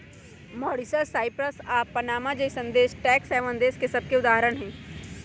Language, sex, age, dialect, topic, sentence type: Magahi, male, 18-24, Western, banking, statement